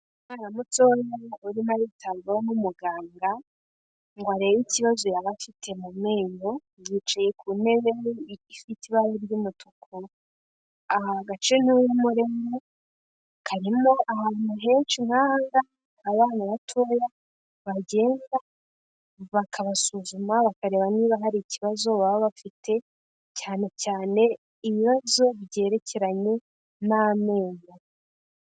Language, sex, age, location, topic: Kinyarwanda, female, 18-24, Kigali, health